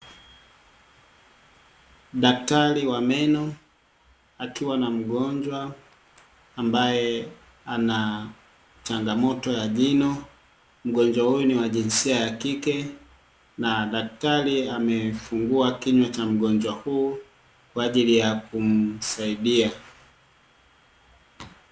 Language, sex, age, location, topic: Swahili, male, 25-35, Dar es Salaam, health